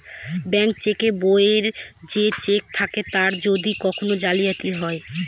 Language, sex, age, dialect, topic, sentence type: Bengali, female, 25-30, Northern/Varendri, banking, statement